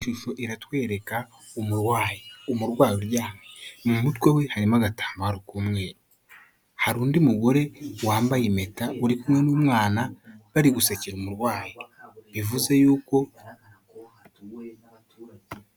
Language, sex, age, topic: Kinyarwanda, male, 18-24, finance